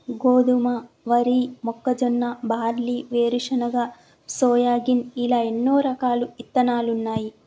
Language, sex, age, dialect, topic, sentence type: Telugu, female, 31-35, Telangana, agriculture, statement